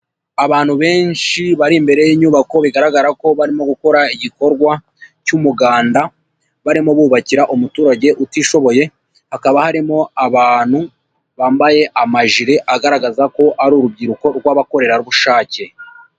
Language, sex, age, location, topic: Kinyarwanda, female, 25-35, Nyagatare, government